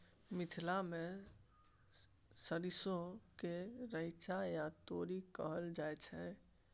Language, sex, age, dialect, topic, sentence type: Maithili, male, 18-24, Bajjika, agriculture, statement